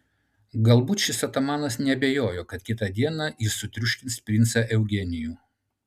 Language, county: Lithuanian, Utena